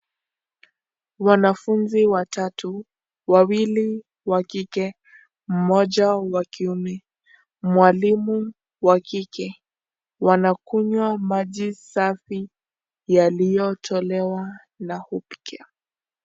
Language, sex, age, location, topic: Swahili, female, 18-24, Kisii, health